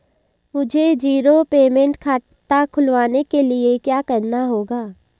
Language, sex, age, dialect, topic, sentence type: Hindi, female, 18-24, Hindustani Malvi Khadi Boli, banking, question